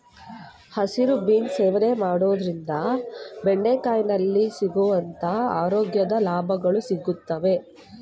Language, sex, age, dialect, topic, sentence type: Kannada, female, 25-30, Mysore Kannada, agriculture, statement